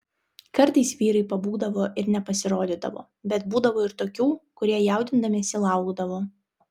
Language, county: Lithuanian, Vilnius